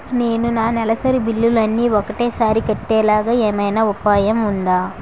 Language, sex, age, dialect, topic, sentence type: Telugu, female, 18-24, Utterandhra, banking, question